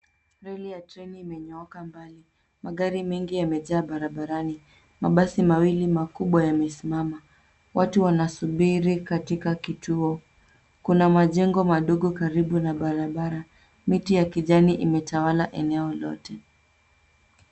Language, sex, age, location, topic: Swahili, female, 18-24, Nairobi, government